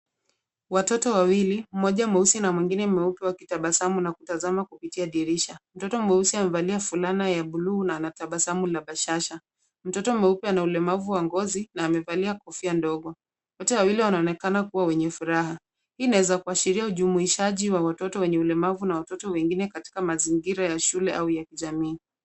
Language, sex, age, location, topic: Swahili, female, 25-35, Nairobi, education